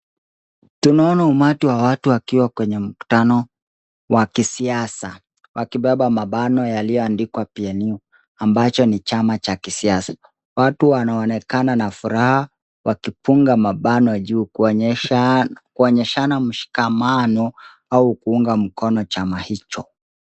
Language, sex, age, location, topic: Swahili, male, 25-35, Kisii, government